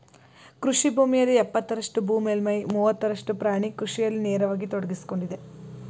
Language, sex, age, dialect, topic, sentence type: Kannada, female, 25-30, Mysore Kannada, agriculture, statement